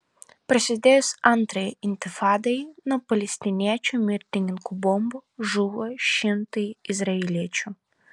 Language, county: Lithuanian, Vilnius